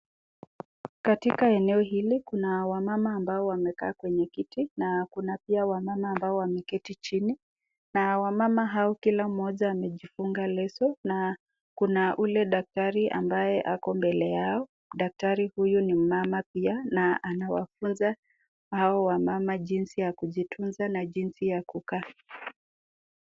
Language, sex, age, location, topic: Swahili, female, 36-49, Nakuru, health